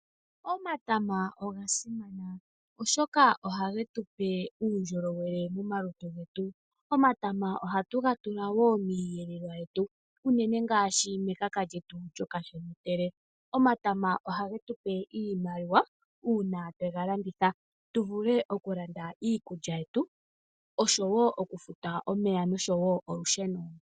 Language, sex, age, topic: Oshiwambo, male, 25-35, agriculture